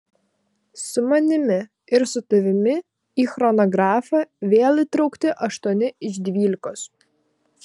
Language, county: Lithuanian, Vilnius